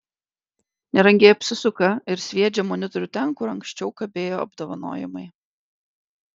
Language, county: Lithuanian, Klaipėda